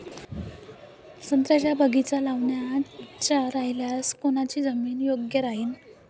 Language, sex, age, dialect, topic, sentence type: Marathi, female, 18-24, Varhadi, agriculture, question